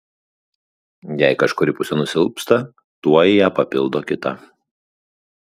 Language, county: Lithuanian, Kaunas